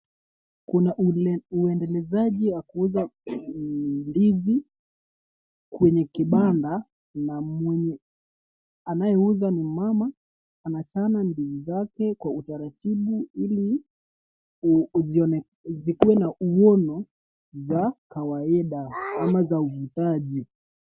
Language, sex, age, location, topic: Swahili, female, 25-35, Kisumu, agriculture